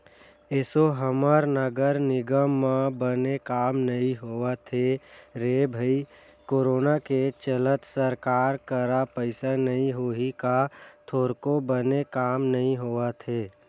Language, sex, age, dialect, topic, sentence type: Chhattisgarhi, male, 18-24, Western/Budati/Khatahi, banking, statement